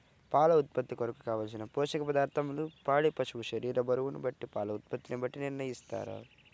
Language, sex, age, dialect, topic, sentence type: Telugu, male, 25-30, Central/Coastal, agriculture, question